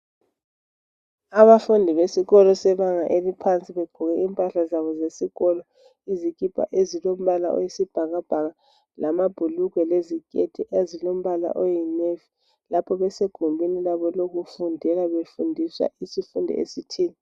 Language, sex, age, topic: North Ndebele, female, 36-49, education